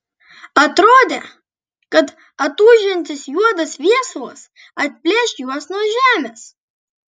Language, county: Lithuanian, Kaunas